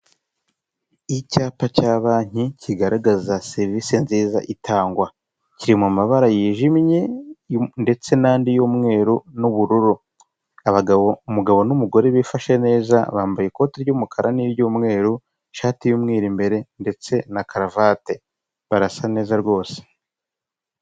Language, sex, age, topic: Kinyarwanda, male, 25-35, finance